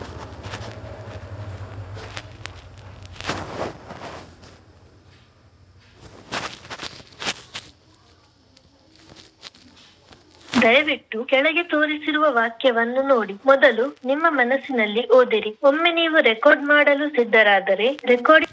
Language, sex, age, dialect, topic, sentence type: Kannada, female, 60-100, Dharwad Kannada, agriculture, statement